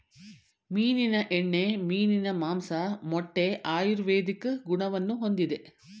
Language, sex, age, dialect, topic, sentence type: Kannada, female, 51-55, Mysore Kannada, agriculture, statement